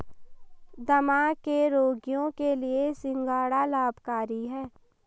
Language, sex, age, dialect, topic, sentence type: Hindi, female, 18-24, Marwari Dhudhari, agriculture, statement